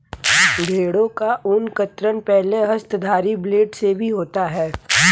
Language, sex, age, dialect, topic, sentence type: Hindi, male, 18-24, Kanauji Braj Bhasha, agriculture, statement